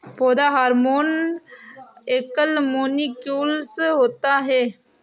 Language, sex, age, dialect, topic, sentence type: Hindi, female, 46-50, Awadhi Bundeli, agriculture, statement